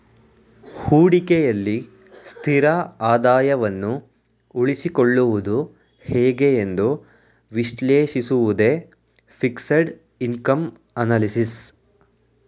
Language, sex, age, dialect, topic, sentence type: Kannada, male, 18-24, Mysore Kannada, banking, statement